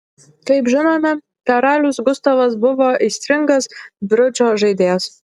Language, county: Lithuanian, Šiauliai